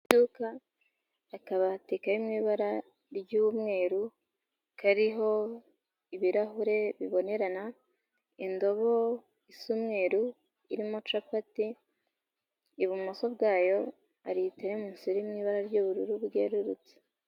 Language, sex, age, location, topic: Kinyarwanda, female, 25-35, Nyagatare, finance